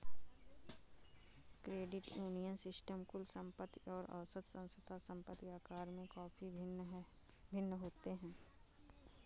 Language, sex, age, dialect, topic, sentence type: Hindi, female, 25-30, Awadhi Bundeli, banking, statement